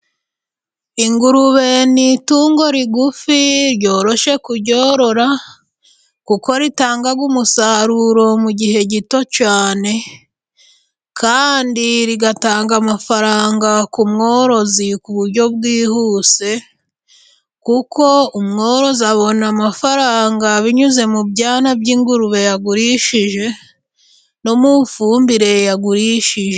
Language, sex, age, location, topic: Kinyarwanda, female, 25-35, Musanze, agriculture